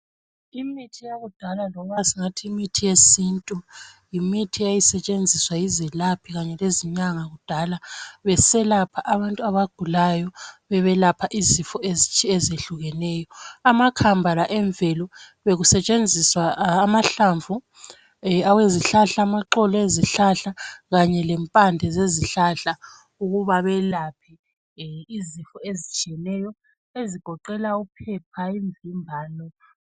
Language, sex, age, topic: North Ndebele, female, 36-49, health